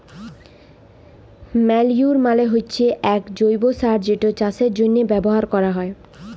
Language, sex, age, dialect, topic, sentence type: Bengali, female, 18-24, Jharkhandi, agriculture, statement